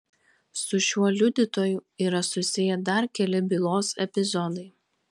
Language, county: Lithuanian, Panevėžys